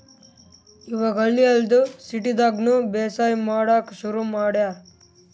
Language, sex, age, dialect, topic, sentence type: Kannada, male, 18-24, Northeastern, agriculture, statement